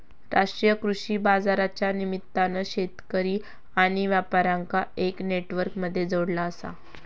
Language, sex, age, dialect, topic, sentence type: Marathi, female, 18-24, Southern Konkan, agriculture, statement